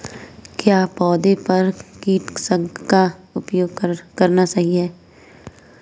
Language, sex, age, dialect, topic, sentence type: Hindi, female, 25-30, Kanauji Braj Bhasha, agriculture, question